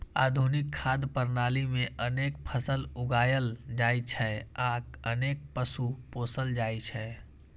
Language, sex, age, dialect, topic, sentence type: Maithili, female, 31-35, Eastern / Thethi, agriculture, statement